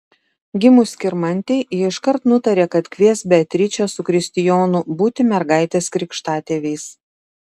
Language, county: Lithuanian, Šiauliai